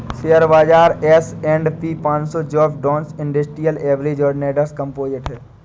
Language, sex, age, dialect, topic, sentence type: Hindi, male, 18-24, Awadhi Bundeli, banking, statement